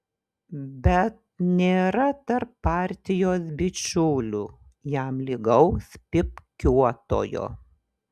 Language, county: Lithuanian, Šiauliai